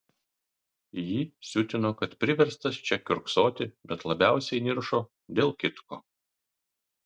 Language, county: Lithuanian, Kaunas